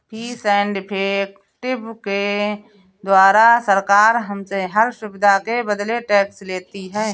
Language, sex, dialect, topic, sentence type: Hindi, female, Awadhi Bundeli, banking, statement